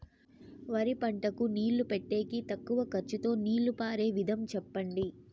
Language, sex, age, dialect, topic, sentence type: Telugu, female, 25-30, Southern, agriculture, question